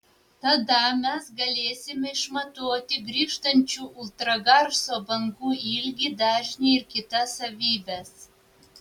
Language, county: Lithuanian, Vilnius